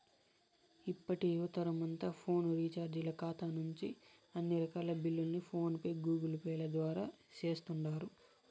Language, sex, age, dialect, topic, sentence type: Telugu, male, 41-45, Southern, banking, statement